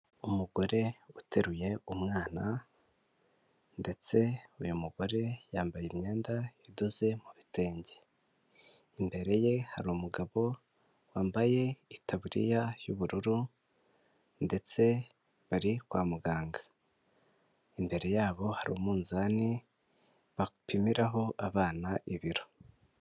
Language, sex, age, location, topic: Kinyarwanda, male, 18-24, Huye, health